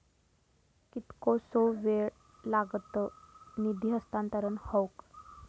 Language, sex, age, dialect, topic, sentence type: Marathi, female, 18-24, Southern Konkan, banking, question